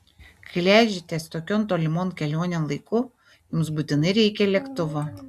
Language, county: Lithuanian, Šiauliai